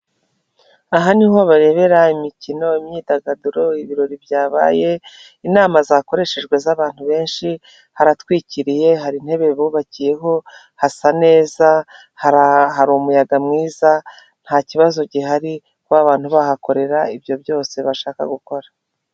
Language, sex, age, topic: Kinyarwanda, female, 36-49, government